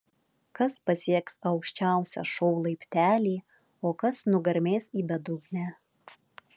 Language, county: Lithuanian, Vilnius